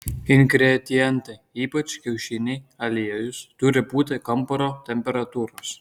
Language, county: Lithuanian, Kaunas